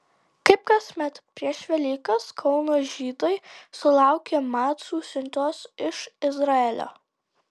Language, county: Lithuanian, Tauragė